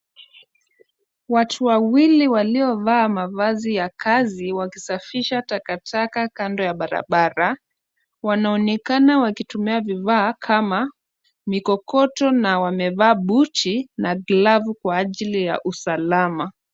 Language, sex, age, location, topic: Swahili, female, 25-35, Kisumu, health